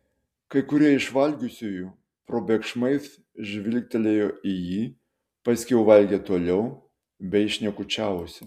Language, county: Lithuanian, Utena